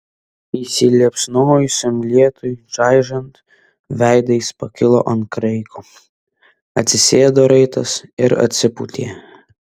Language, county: Lithuanian, Vilnius